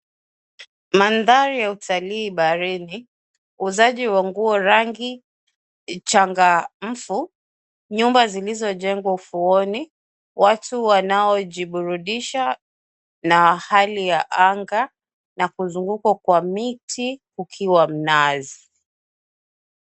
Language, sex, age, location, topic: Swahili, female, 25-35, Mombasa, government